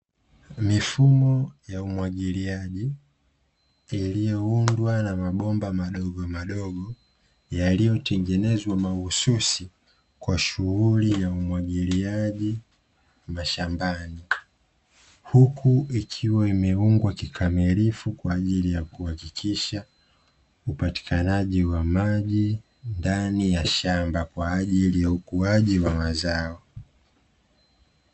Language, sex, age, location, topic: Swahili, male, 25-35, Dar es Salaam, agriculture